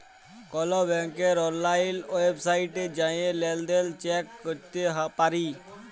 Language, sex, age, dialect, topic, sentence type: Bengali, male, 25-30, Jharkhandi, banking, statement